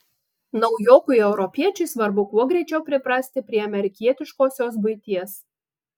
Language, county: Lithuanian, Marijampolė